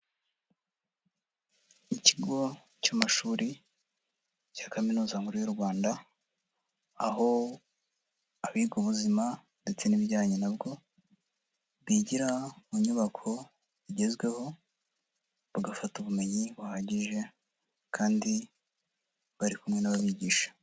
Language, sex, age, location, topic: Kinyarwanda, male, 50+, Huye, education